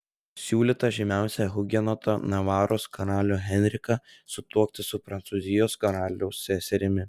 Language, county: Lithuanian, Telšiai